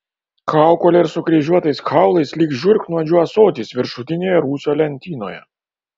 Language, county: Lithuanian, Kaunas